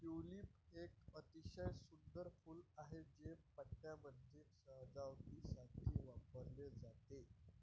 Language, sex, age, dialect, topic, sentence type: Marathi, male, 18-24, Varhadi, agriculture, statement